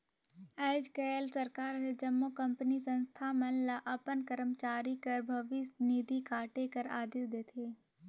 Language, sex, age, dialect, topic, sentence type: Chhattisgarhi, female, 18-24, Northern/Bhandar, banking, statement